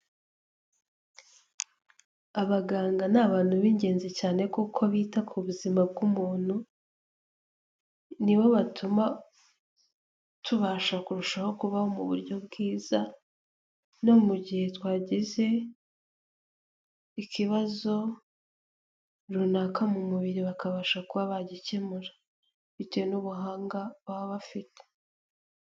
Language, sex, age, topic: Kinyarwanda, female, 18-24, health